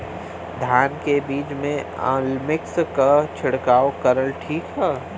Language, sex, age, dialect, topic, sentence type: Bhojpuri, male, 18-24, Western, agriculture, question